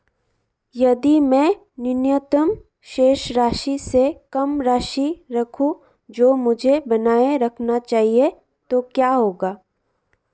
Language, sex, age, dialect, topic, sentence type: Hindi, female, 18-24, Marwari Dhudhari, banking, question